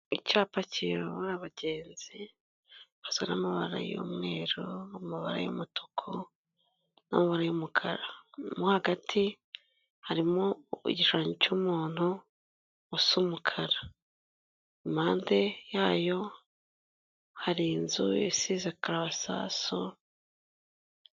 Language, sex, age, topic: Kinyarwanda, female, 25-35, government